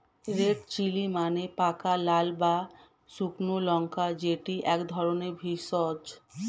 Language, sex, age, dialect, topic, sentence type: Bengali, female, 31-35, Standard Colloquial, agriculture, statement